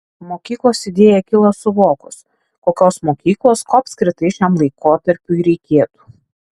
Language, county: Lithuanian, Alytus